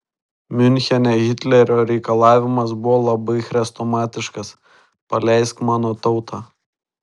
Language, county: Lithuanian, Šiauliai